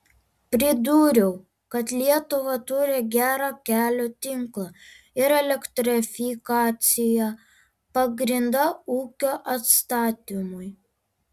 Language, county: Lithuanian, Alytus